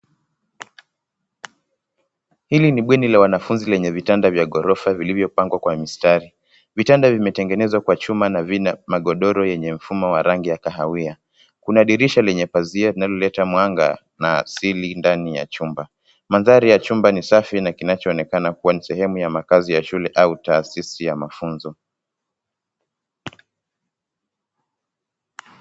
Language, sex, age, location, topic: Swahili, male, 18-24, Nairobi, education